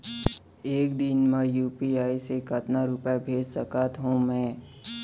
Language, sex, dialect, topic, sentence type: Chhattisgarhi, male, Central, banking, question